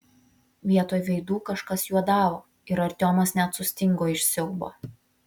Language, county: Lithuanian, Vilnius